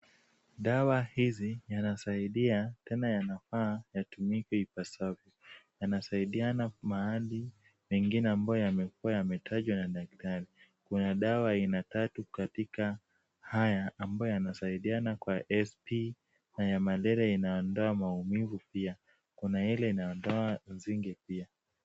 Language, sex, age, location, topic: Swahili, male, 25-35, Kisumu, health